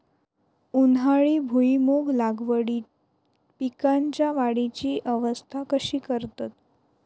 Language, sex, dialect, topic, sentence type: Marathi, female, Southern Konkan, agriculture, question